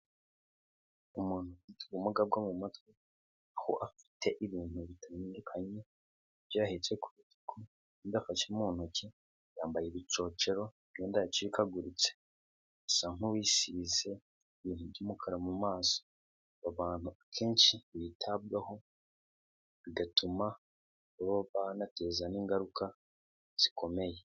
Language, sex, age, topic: Kinyarwanda, male, 18-24, health